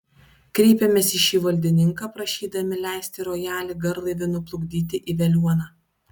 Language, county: Lithuanian, Vilnius